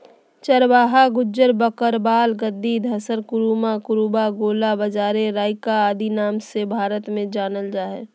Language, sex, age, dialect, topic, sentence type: Magahi, female, 36-40, Southern, agriculture, statement